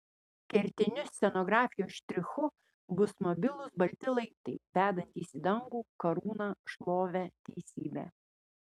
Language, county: Lithuanian, Panevėžys